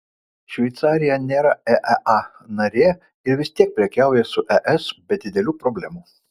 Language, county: Lithuanian, Vilnius